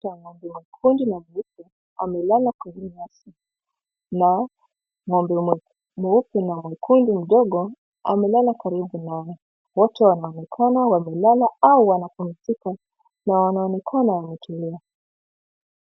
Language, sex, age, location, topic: Swahili, female, 25-35, Mombasa, agriculture